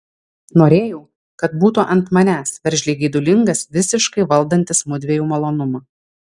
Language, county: Lithuanian, Vilnius